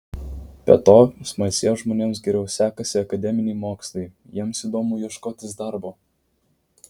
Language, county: Lithuanian, Vilnius